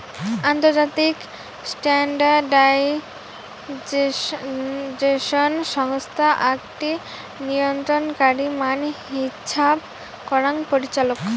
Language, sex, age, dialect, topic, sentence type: Bengali, female, <18, Rajbangshi, banking, statement